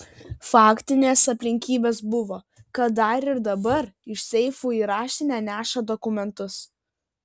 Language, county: Lithuanian, Vilnius